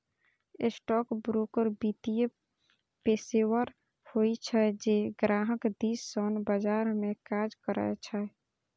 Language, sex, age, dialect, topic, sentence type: Maithili, female, 25-30, Eastern / Thethi, banking, statement